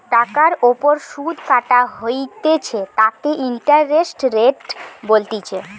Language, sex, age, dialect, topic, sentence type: Bengali, female, 18-24, Western, banking, statement